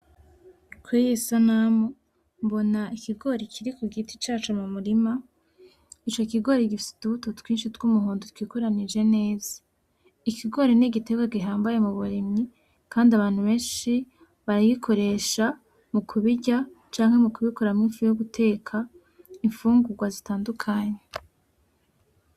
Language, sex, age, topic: Rundi, female, 18-24, agriculture